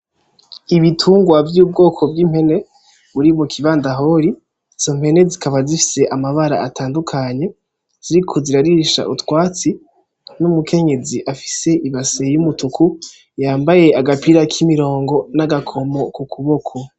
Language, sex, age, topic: Rundi, female, 18-24, agriculture